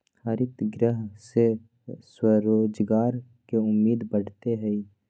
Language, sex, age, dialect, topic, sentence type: Magahi, male, 25-30, Western, agriculture, statement